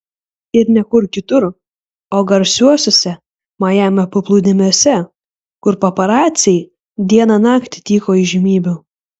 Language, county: Lithuanian, Kaunas